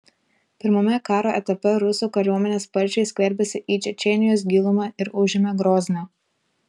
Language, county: Lithuanian, Telšiai